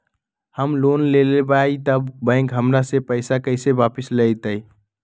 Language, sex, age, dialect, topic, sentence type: Magahi, male, 18-24, Western, banking, question